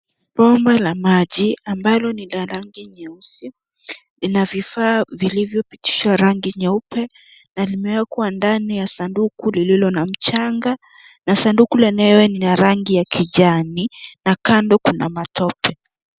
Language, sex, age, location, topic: Swahili, female, 18-24, Nairobi, agriculture